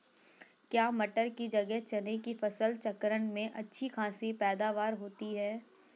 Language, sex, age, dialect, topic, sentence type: Hindi, female, 18-24, Awadhi Bundeli, agriculture, question